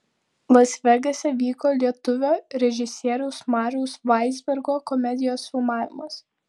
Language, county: Lithuanian, Vilnius